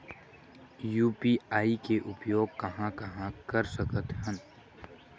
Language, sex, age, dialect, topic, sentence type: Chhattisgarhi, male, 60-100, Western/Budati/Khatahi, banking, question